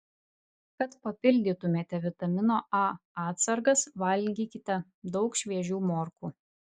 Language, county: Lithuanian, Vilnius